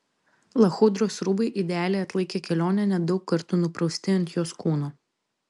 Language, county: Lithuanian, Vilnius